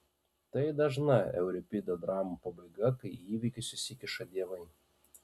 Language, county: Lithuanian, Panevėžys